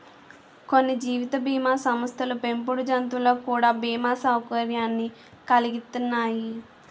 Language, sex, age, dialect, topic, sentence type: Telugu, female, 18-24, Utterandhra, banking, statement